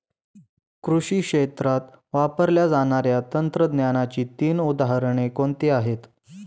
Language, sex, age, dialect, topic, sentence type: Marathi, male, 18-24, Standard Marathi, agriculture, question